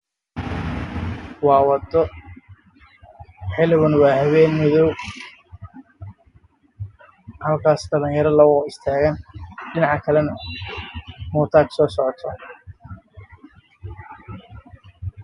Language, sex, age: Somali, male, 18-24